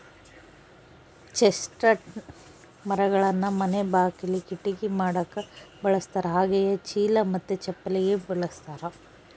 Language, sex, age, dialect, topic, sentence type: Kannada, female, 31-35, Central, agriculture, statement